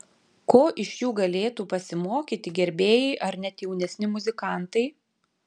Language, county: Lithuanian, Panevėžys